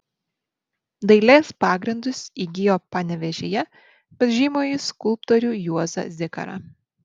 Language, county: Lithuanian, Marijampolė